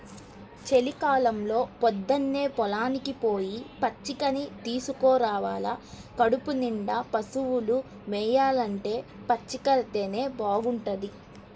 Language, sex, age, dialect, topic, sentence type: Telugu, male, 31-35, Central/Coastal, agriculture, statement